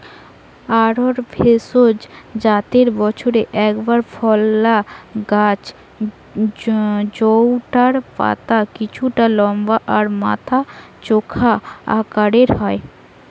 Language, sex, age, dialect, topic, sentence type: Bengali, female, 18-24, Western, agriculture, statement